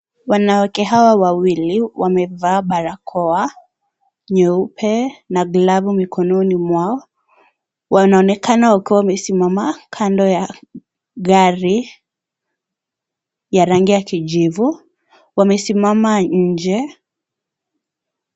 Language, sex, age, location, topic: Swahili, female, 18-24, Kisii, health